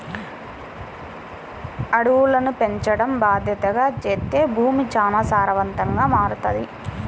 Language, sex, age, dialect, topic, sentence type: Telugu, female, 18-24, Central/Coastal, agriculture, statement